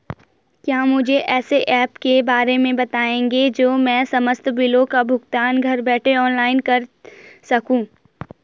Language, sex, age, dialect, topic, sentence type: Hindi, female, 18-24, Garhwali, banking, question